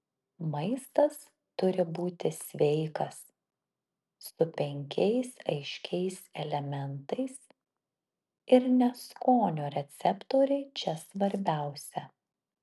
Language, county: Lithuanian, Marijampolė